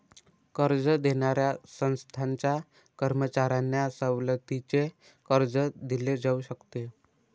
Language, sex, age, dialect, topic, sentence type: Marathi, male, 18-24, Varhadi, banking, statement